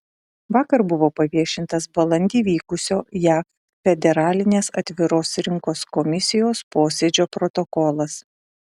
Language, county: Lithuanian, Utena